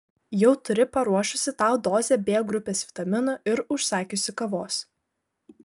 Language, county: Lithuanian, Kaunas